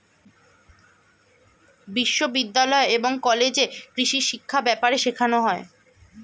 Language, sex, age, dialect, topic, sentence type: Bengali, male, 25-30, Standard Colloquial, agriculture, statement